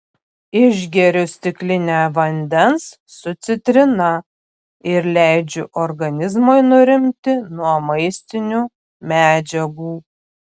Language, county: Lithuanian, Panevėžys